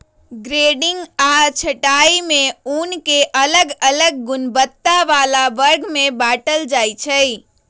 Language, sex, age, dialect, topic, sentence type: Magahi, female, 25-30, Western, agriculture, statement